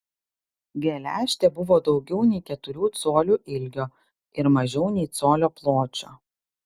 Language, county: Lithuanian, Klaipėda